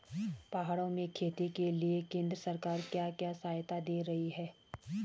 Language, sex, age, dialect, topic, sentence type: Hindi, female, 36-40, Garhwali, agriculture, question